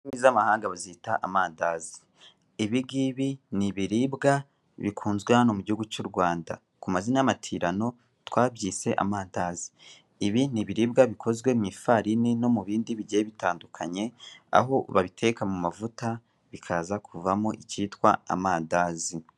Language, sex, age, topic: Kinyarwanda, male, 18-24, finance